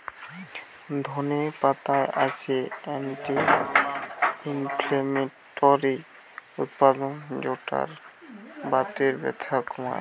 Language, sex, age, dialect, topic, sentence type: Bengali, male, 18-24, Western, agriculture, statement